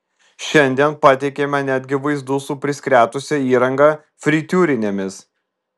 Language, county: Lithuanian, Vilnius